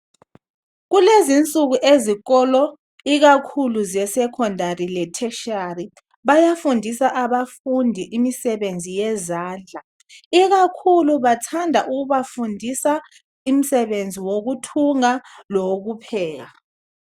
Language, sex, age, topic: North Ndebele, female, 36-49, education